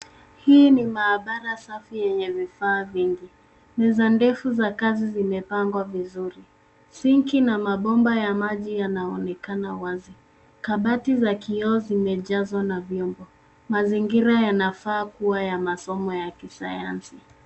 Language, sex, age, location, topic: Swahili, female, 18-24, Nairobi, education